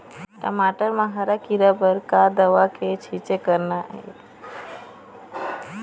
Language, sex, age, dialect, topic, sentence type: Chhattisgarhi, female, 25-30, Eastern, agriculture, question